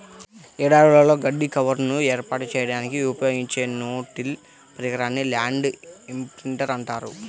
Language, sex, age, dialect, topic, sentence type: Telugu, male, 60-100, Central/Coastal, agriculture, statement